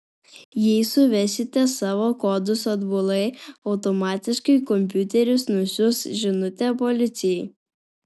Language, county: Lithuanian, Alytus